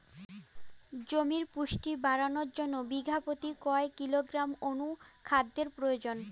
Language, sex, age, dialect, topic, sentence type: Bengali, female, 25-30, Rajbangshi, agriculture, question